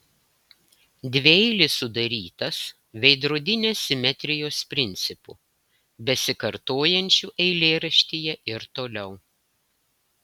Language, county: Lithuanian, Klaipėda